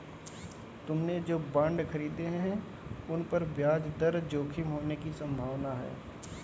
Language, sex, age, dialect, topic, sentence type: Hindi, male, 18-24, Kanauji Braj Bhasha, banking, statement